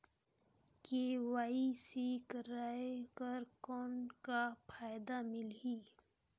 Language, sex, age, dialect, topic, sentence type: Chhattisgarhi, female, 31-35, Northern/Bhandar, banking, question